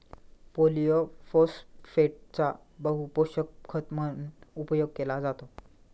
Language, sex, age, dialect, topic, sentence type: Marathi, male, 18-24, Standard Marathi, agriculture, statement